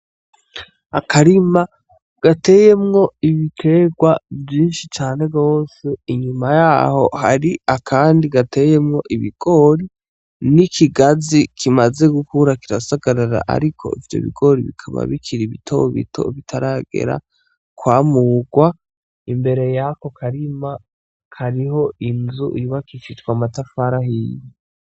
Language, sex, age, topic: Rundi, male, 18-24, agriculture